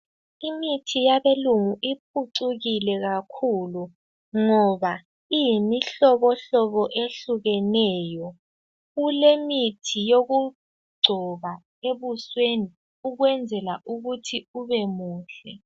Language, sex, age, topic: North Ndebele, female, 18-24, health